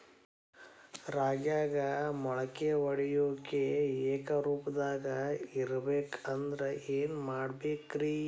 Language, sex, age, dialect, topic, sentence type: Kannada, male, 31-35, Dharwad Kannada, agriculture, question